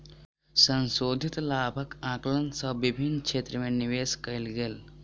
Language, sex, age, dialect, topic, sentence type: Maithili, male, 18-24, Southern/Standard, banking, statement